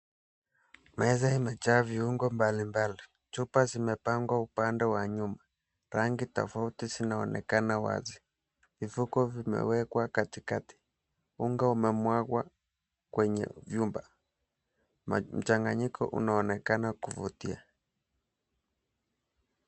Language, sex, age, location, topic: Swahili, male, 18-24, Mombasa, agriculture